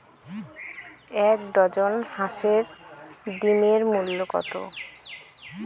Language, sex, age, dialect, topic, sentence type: Bengali, female, 18-24, Rajbangshi, agriculture, question